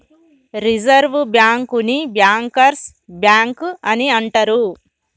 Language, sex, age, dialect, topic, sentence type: Telugu, female, 31-35, Telangana, banking, statement